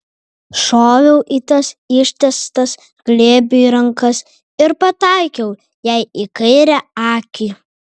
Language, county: Lithuanian, Vilnius